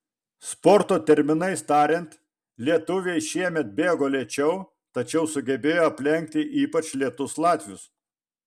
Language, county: Lithuanian, Vilnius